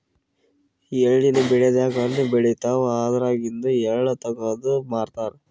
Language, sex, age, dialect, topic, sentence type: Kannada, male, 25-30, Northeastern, agriculture, statement